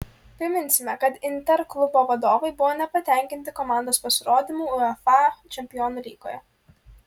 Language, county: Lithuanian, Klaipėda